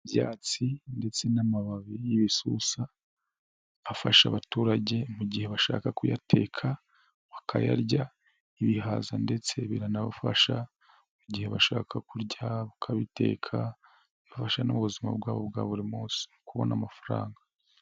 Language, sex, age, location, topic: Kinyarwanda, male, 25-35, Nyagatare, agriculture